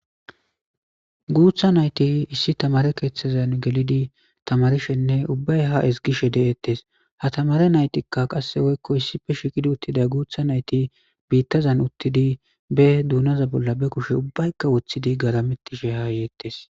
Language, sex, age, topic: Gamo, male, 25-35, government